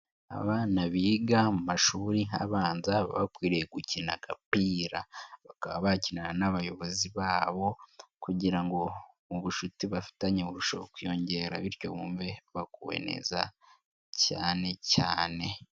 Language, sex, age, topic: Kinyarwanda, male, 18-24, education